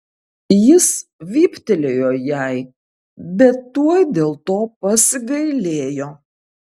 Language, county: Lithuanian, Kaunas